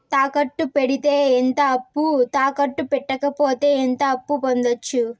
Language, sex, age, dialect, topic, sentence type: Telugu, female, 18-24, Southern, banking, question